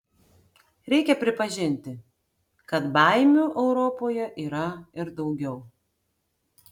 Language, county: Lithuanian, Tauragė